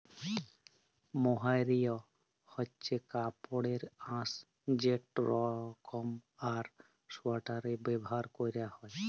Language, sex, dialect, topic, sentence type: Bengali, male, Jharkhandi, agriculture, statement